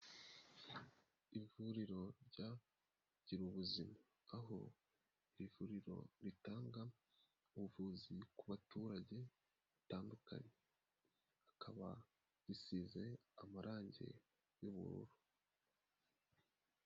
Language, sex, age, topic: Kinyarwanda, male, 25-35, health